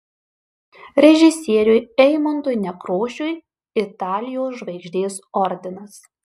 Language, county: Lithuanian, Marijampolė